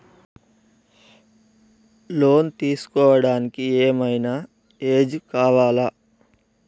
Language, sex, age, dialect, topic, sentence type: Telugu, male, 18-24, Telangana, banking, question